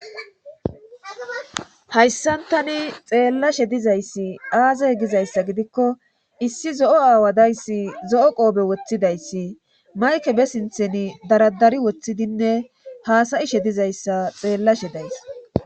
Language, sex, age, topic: Gamo, male, 18-24, government